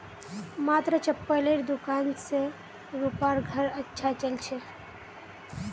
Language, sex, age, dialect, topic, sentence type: Magahi, female, 18-24, Northeastern/Surjapuri, banking, statement